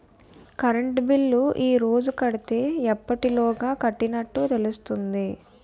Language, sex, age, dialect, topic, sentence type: Telugu, female, 18-24, Utterandhra, banking, question